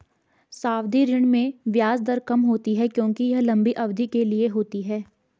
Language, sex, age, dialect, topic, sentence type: Hindi, female, 18-24, Garhwali, banking, statement